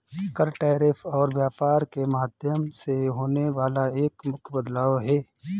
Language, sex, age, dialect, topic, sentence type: Hindi, male, 25-30, Awadhi Bundeli, banking, statement